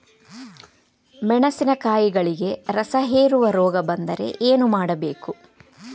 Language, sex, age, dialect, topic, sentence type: Kannada, female, 36-40, Dharwad Kannada, agriculture, question